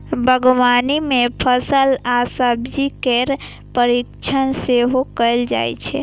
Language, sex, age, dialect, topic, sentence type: Maithili, female, 18-24, Eastern / Thethi, agriculture, statement